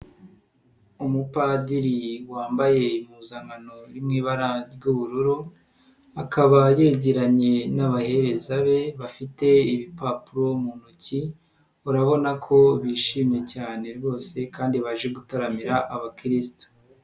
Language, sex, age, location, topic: Kinyarwanda, male, 18-24, Nyagatare, finance